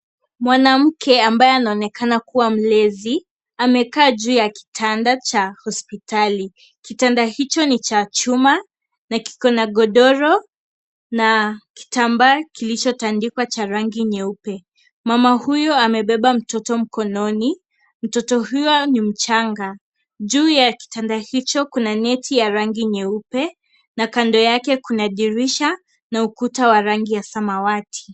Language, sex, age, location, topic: Swahili, female, 18-24, Kisii, health